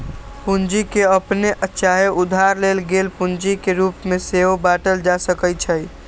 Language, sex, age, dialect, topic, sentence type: Magahi, male, 18-24, Western, banking, statement